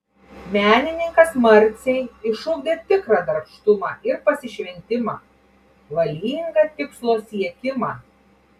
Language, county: Lithuanian, Klaipėda